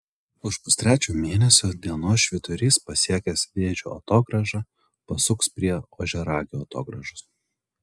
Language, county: Lithuanian, Telšiai